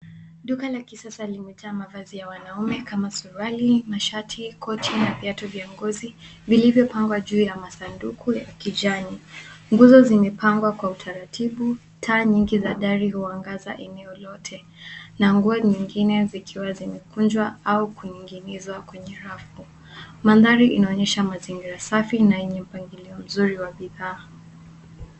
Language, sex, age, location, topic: Swahili, female, 18-24, Nairobi, finance